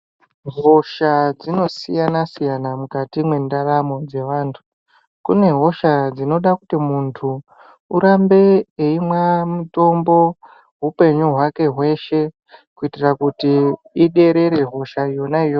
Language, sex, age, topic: Ndau, male, 18-24, health